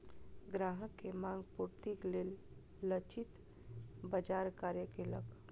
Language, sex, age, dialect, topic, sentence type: Maithili, female, 25-30, Southern/Standard, banking, statement